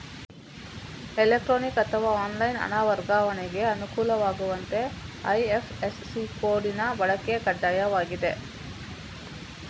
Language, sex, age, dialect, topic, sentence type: Kannada, female, 31-35, Coastal/Dakshin, banking, statement